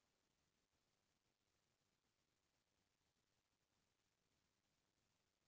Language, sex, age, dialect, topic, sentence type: Chhattisgarhi, female, 36-40, Central, agriculture, statement